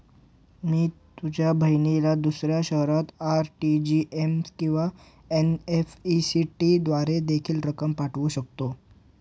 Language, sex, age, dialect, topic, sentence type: Marathi, male, 18-24, Standard Marathi, banking, question